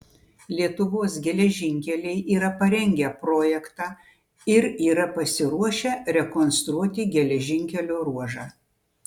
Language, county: Lithuanian, Utena